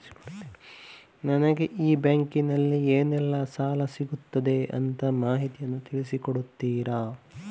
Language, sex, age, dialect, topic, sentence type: Kannada, male, 18-24, Coastal/Dakshin, banking, question